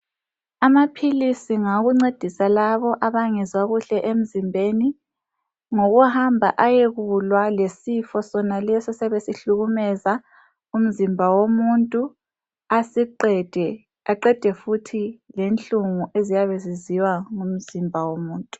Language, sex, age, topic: North Ndebele, female, 25-35, health